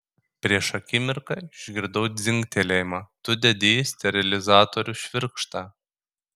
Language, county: Lithuanian, Kaunas